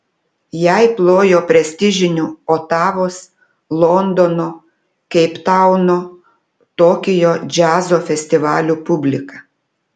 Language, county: Lithuanian, Telšiai